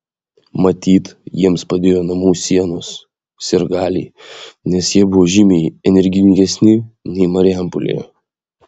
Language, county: Lithuanian, Vilnius